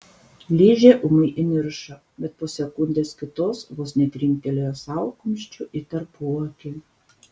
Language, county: Lithuanian, Panevėžys